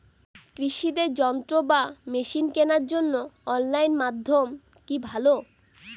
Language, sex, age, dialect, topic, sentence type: Bengali, female, 18-24, Western, agriculture, question